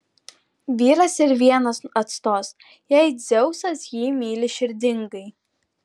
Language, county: Lithuanian, Klaipėda